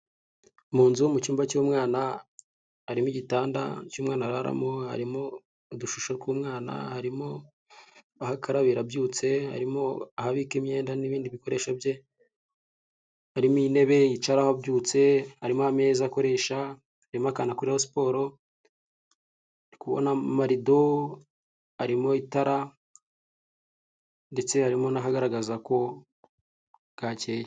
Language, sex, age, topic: Kinyarwanda, male, 18-24, health